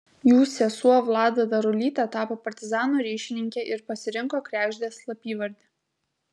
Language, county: Lithuanian, Kaunas